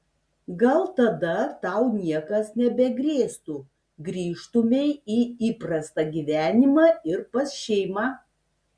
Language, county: Lithuanian, Šiauliai